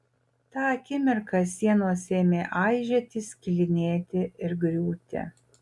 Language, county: Lithuanian, Utena